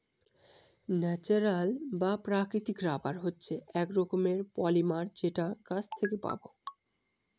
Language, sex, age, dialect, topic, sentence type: Bengali, male, 18-24, Northern/Varendri, agriculture, statement